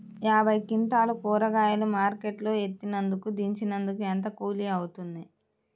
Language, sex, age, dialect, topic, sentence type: Telugu, female, 18-24, Central/Coastal, agriculture, question